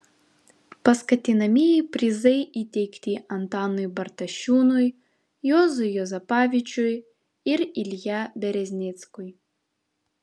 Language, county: Lithuanian, Vilnius